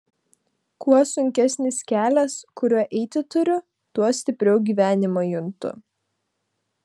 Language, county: Lithuanian, Vilnius